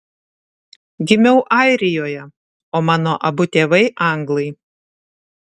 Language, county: Lithuanian, Šiauliai